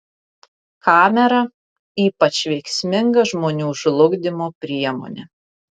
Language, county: Lithuanian, Vilnius